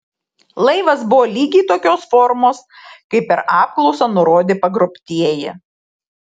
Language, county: Lithuanian, Šiauliai